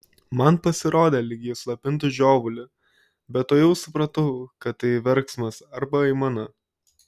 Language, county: Lithuanian, Kaunas